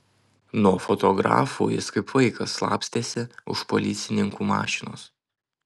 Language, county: Lithuanian, Utena